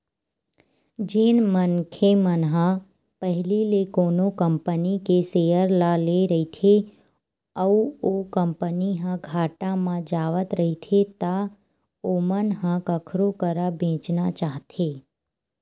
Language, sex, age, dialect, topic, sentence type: Chhattisgarhi, female, 18-24, Western/Budati/Khatahi, banking, statement